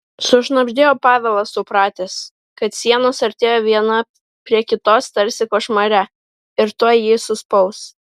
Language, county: Lithuanian, Vilnius